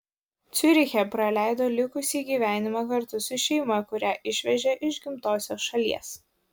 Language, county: Lithuanian, Vilnius